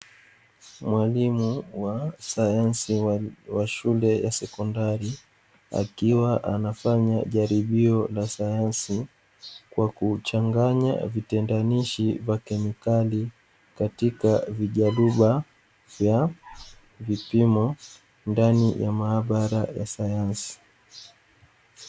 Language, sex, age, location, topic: Swahili, male, 18-24, Dar es Salaam, education